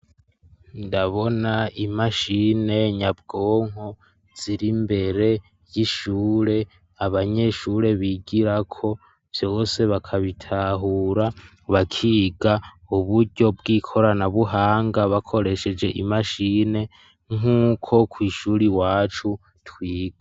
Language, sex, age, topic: Rundi, male, 18-24, education